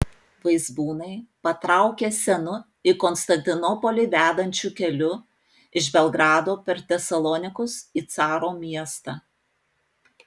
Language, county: Lithuanian, Panevėžys